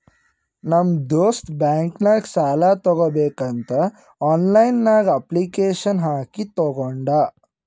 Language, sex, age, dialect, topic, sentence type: Kannada, female, 25-30, Northeastern, banking, statement